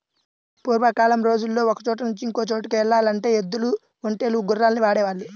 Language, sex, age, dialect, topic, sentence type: Telugu, male, 18-24, Central/Coastal, agriculture, statement